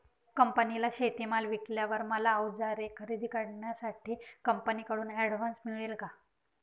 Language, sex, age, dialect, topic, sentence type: Marathi, female, 18-24, Northern Konkan, agriculture, question